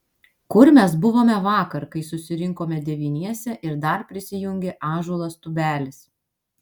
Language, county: Lithuanian, Vilnius